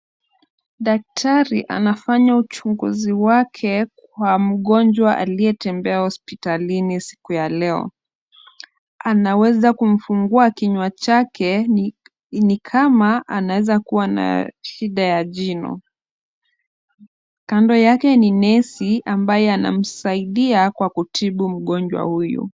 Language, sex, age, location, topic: Swahili, female, 25-35, Kisumu, health